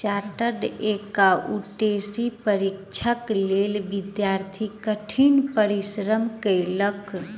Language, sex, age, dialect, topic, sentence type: Maithili, female, 25-30, Southern/Standard, banking, statement